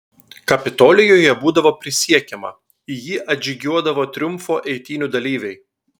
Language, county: Lithuanian, Telšiai